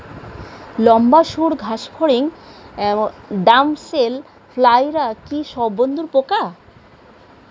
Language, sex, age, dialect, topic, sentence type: Bengali, female, 36-40, Standard Colloquial, agriculture, question